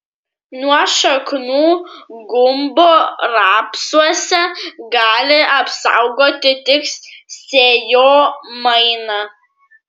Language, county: Lithuanian, Klaipėda